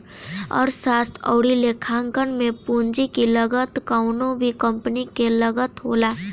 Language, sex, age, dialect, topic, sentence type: Bhojpuri, female, 18-24, Northern, banking, statement